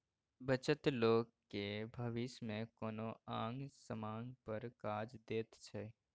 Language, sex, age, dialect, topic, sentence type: Maithili, male, 18-24, Bajjika, banking, statement